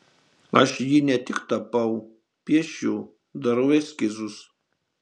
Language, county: Lithuanian, Šiauliai